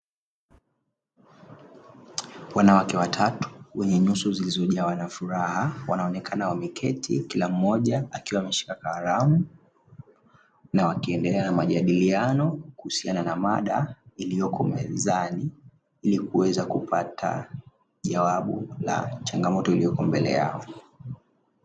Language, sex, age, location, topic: Swahili, male, 25-35, Dar es Salaam, education